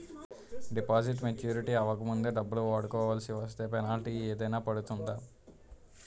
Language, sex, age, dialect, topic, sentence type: Telugu, male, 18-24, Utterandhra, banking, question